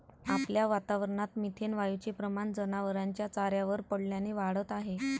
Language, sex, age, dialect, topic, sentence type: Marathi, female, 25-30, Varhadi, agriculture, statement